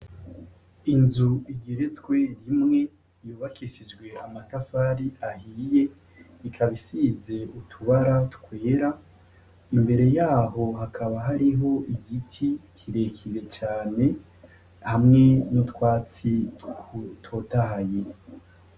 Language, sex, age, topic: Rundi, male, 25-35, education